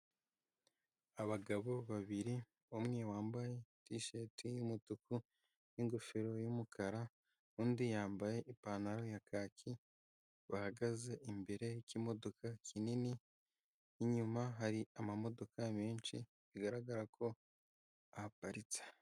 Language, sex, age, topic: Kinyarwanda, male, 18-24, finance